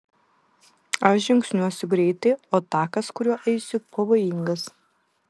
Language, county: Lithuanian, Vilnius